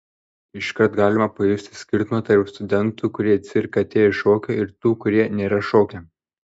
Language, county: Lithuanian, Panevėžys